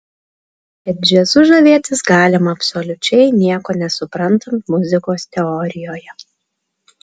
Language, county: Lithuanian, Alytus